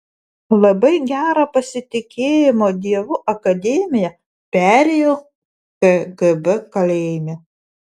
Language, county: Lithuanian, Vilnius